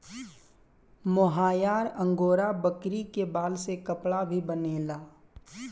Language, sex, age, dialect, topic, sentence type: Bhojpuri, male, 18-24, Southern / Standard, agriculture, statement